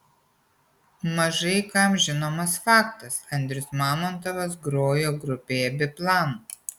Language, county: Lithuanian, Kaunas